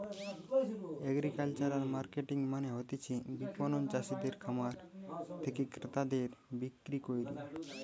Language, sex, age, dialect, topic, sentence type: Bengali, male, 18-24, Western, agriculture, statement